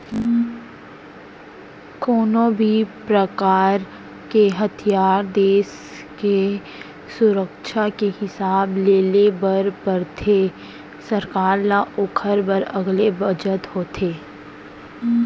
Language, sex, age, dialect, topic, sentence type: Chhattisgarhi, female, 60-100, Central, banking, statement